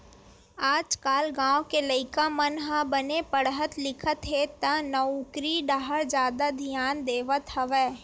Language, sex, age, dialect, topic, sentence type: Chhattisgarhi, female, 18-24, Western/Budati/Khatahi, agriculture, statement